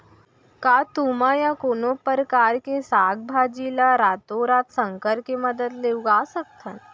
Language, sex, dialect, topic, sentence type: Chhattisgarhi, female, Central, agriculture, question